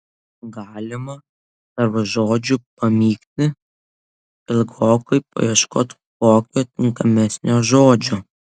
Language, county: Lithuanian, Vilnius